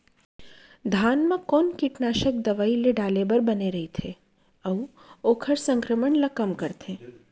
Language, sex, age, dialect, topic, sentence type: Chhattisgarhi, female, 31-35, Central, agriculture, question